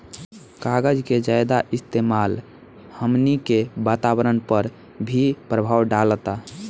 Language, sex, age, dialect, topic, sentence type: Bhojpuri, male, 18-24, Southern / Standard, agriculture, statement